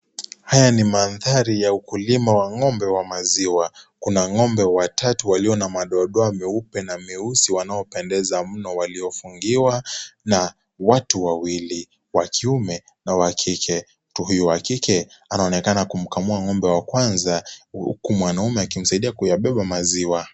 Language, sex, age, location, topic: Swahili, male, 18-24, Kisii, agriculture